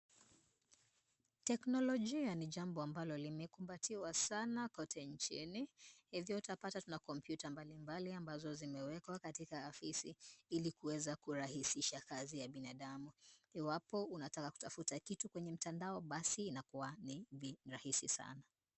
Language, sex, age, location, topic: Swahili, female, 25-35, Kisumu, education